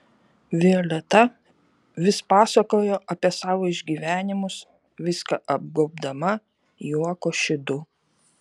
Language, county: Lithuanian, Vilnius